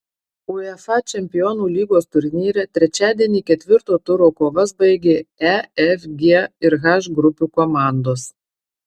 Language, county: Lithuanian, Marijampolė